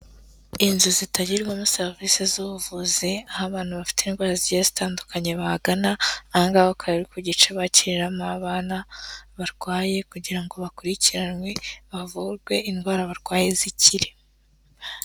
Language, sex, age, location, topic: Kinyarwanda, female, 18-24, Kigali, health